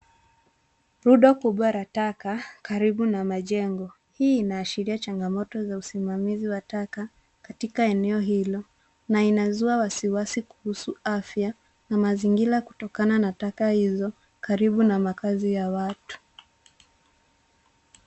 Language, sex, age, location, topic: Swahili, female, 18-24, Nairobi, government